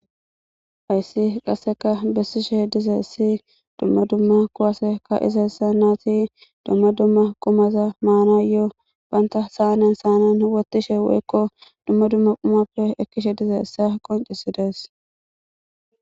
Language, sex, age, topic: Gamo, female, 18-24, government